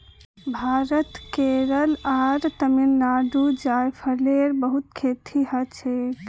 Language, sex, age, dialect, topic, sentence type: Magahi, female, 18-24, Northeastern/Surjapuri, agriculture, statement